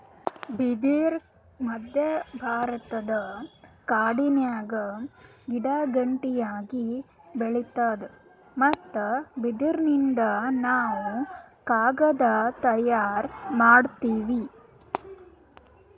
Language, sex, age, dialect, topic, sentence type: Kannada, female, 18-24, Northeastern, agriculture, statement